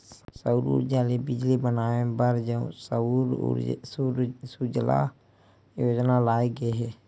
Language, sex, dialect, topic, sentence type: Chhattisgarhi, male, Western/Budati/Khatahi, agriculture, statement